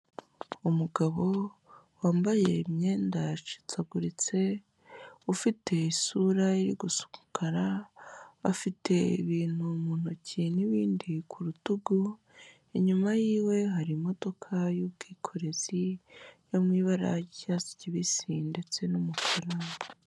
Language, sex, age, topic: Kinyarwanda, female, 18-24, health